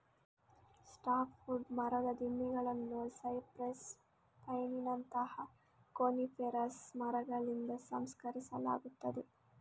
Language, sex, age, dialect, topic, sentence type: Kannada, female, 36-40, Coastal/Dakshin, agriculture, statement